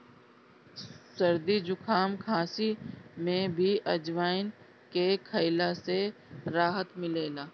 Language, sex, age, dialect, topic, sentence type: Bhojpuri, female, 36-40, Northern, agriculture, statement